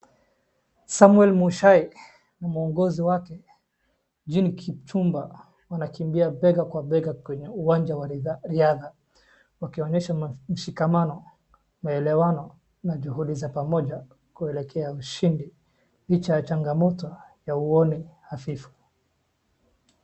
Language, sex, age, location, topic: Swahili, male, 18-24, Wajir, education